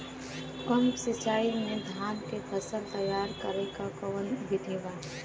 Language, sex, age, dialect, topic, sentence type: Bhojpuri, female, 25-30, Western, agriculture, question